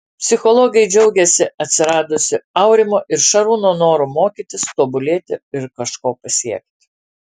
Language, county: Lithuanian, Alytus